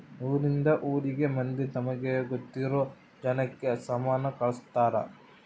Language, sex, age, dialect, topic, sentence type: Kannada, male, 25-30, Central, banking, statement